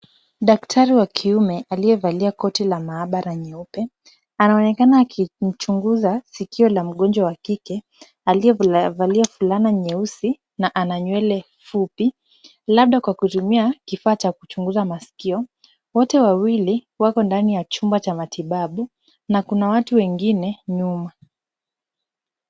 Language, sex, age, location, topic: Swahili, female, 25-35, Kisumu, health